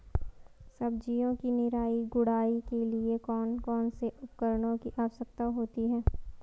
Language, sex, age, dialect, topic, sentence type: Hindi, female, 18-24, Garhwali, agriculture, question